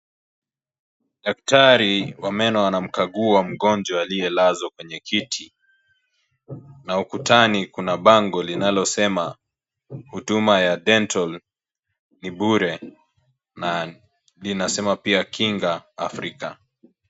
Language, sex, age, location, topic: Swahili, male, 25-35, Kisii, health